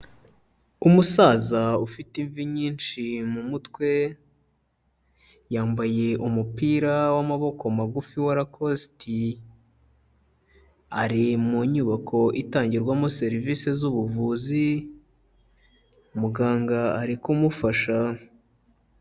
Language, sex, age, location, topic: Kinyarwanda, male, 25-35, Kigali, health